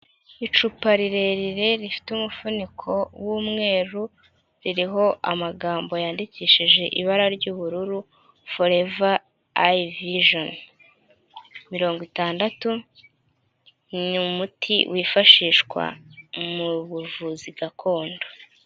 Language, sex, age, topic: Kinyarwanda, female, 25-35, health